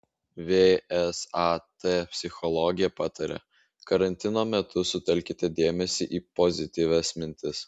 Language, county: Lithuanian, Vilnius